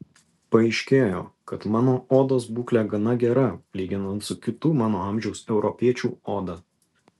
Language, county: Lithuanian, Alytus